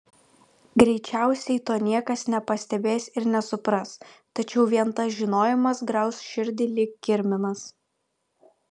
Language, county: Lithuanian, Vilnius